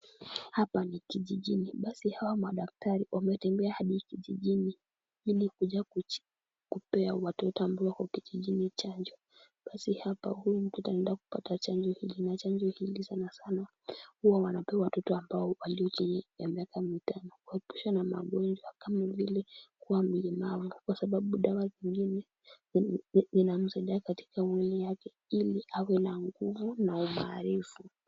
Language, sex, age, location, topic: Swahili, female, 18-24, Kisumu, health